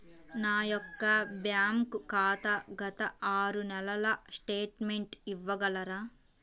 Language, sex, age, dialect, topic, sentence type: Telugu, female, 18-24, Central/Coastal, banking, question